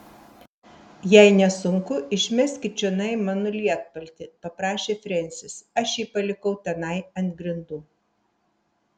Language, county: Lithuanian, Vilnius